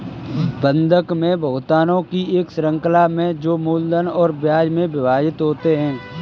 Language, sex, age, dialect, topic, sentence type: Hindi, male, 18-24, Kanauji Braj Bhasha, banking, statement